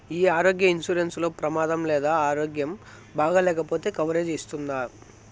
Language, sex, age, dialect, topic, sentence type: Telugu, male, 25-30, Southern, banking, question